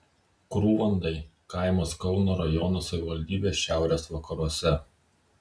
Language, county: Lithuanian, Vilnius